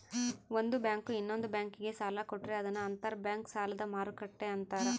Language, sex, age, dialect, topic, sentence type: Kannada, female, 31-35, Central, banking, statement